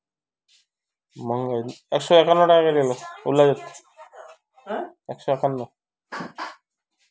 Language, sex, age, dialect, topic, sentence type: Magahi, male, 36-40, Northeastern/Surjapuri, banking, statement